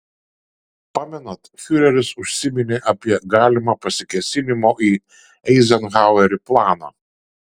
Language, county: Lithuanian, Šiauliai